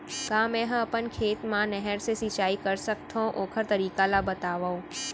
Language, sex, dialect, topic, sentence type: Chhattisgarhi, female, Central, agriculture, question